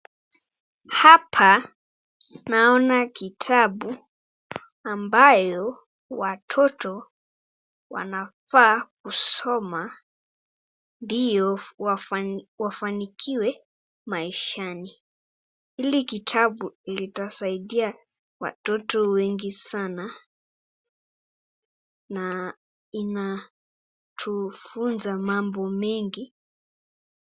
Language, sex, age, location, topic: Swahili, female, 36-49, Nakuru, education